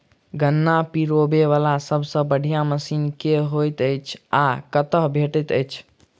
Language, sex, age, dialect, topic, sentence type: Maithili, male, 46-50, Southern/Standard, agriculture, question